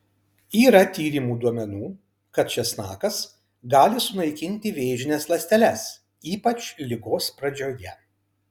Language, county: Lithuanian, Kaunas